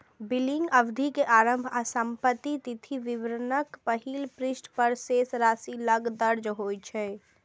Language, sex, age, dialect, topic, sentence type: Maithili, female, 18-24, Eastern / Thethi, banking, statement